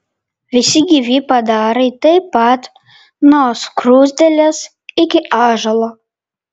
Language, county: Lithuanian, Vilnius